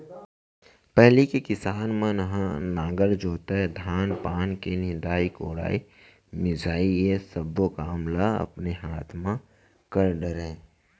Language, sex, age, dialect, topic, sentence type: Chhattisgarhi, male, 25-30, Central, banking, statement